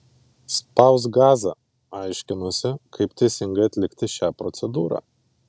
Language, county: Lithuanian, Vilnius